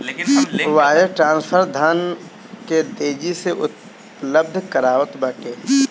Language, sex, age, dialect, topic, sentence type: Bhojpuri, male, 18-24, Northern, banking, statement